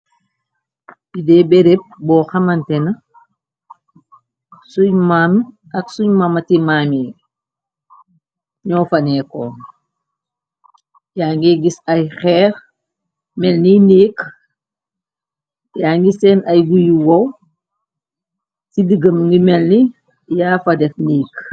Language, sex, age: Wolof, male, 18-24